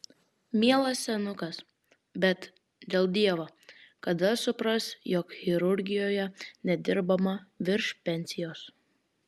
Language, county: Lithuanian, Vilnius